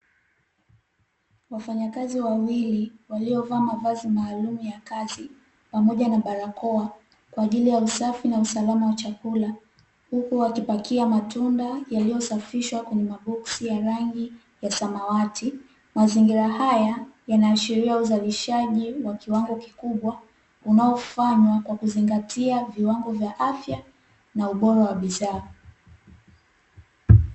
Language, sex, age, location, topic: Swahili, female, 18-24, Dar es Salaam, agriculture